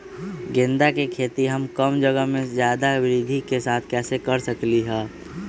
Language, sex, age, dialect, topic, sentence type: Magahi, male, 25-30, Western, agriculture, question